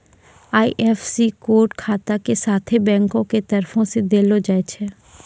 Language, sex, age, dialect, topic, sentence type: Maithili, female, 18-24, Angika, banking, statement